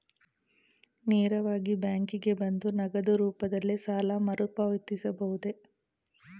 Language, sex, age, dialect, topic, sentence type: Kannada, female, 36-40, Mysore Kannada, banking, question